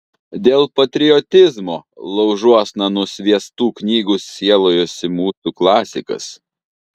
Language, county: Lithuanian, Kaunas